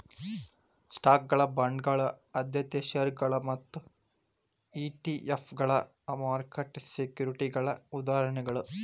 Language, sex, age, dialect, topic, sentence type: Kannada, male, 25-30, Dharwad Kannada, banking, statement